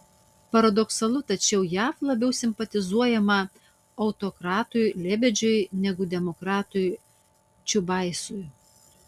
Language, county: Lithuanian, Utena